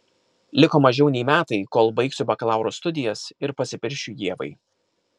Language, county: Lithuanian, Kaunas